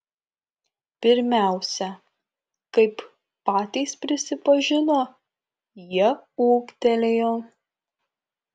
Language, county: Lithuanian, Kaunas